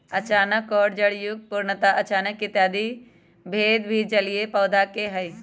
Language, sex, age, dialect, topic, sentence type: Magahi, female, 25-30, Western, agriculture, statement